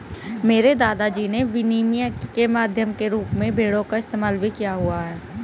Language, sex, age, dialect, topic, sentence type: Hindi, female, 25-30, Hindustani Malvi Khadi Boli, banking, statement